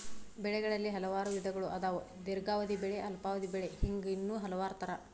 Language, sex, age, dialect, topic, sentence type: Kannada, female, 25-30, Dharwad Kannada, agriculture, statement